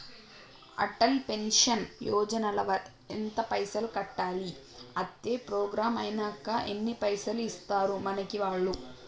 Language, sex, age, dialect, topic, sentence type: Telugu, female, 18-24, Telangana, banking, question